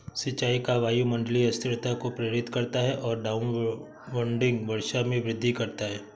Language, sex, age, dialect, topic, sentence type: Hindi, male, 18-24, Awadhi Bundeli, agriculture, statement